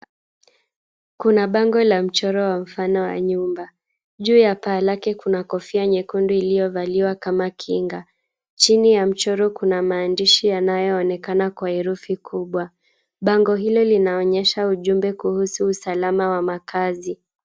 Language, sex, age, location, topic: Swahili, female, 18-24, Kisumu, finance